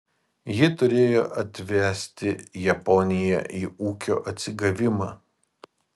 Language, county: Lithuanian, Vilnius